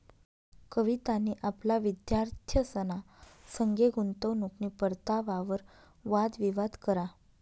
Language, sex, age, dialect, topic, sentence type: Marathi, female, 18-24, Northern Konkan, banking, statement